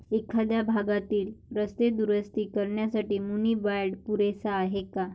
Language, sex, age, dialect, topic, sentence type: Marathi, female, 60-100, Varhadi, banking, statement